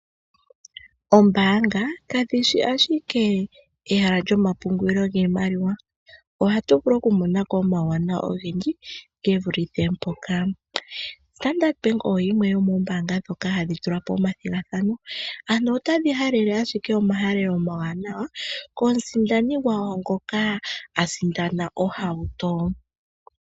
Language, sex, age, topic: Oshiwambo, male, 25-35, finance